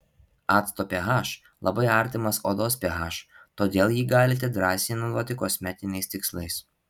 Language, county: Lithuanian, Alytus